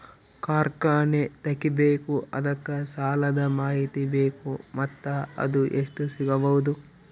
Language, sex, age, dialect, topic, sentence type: Kannada, male, 18-24, Northeastern, banking, question